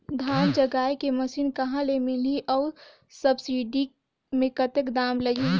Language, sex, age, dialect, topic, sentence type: Chhattisgarhi, female, 18-24, Northern/Bhandar, agriculture, question